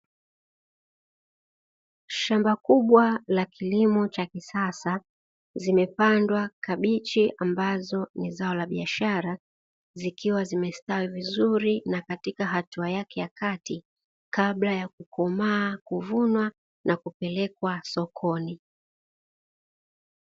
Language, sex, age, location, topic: Swahili, female, 25-35, Dar es Salaam, agriculture